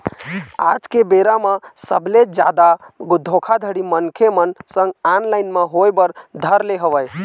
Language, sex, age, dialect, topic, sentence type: Chhattisgarhi, male, 18-24, Eastern, banking, statement